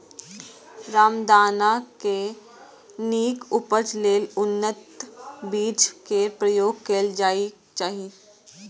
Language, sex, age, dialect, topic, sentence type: Maithili, male, 18-24, Eastern / Thethi, agriculture, statement